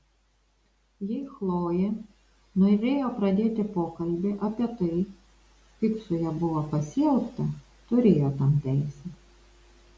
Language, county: Lithuanian, Vilnius